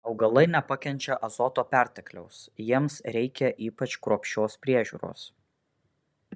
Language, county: Lithuanian, Alytus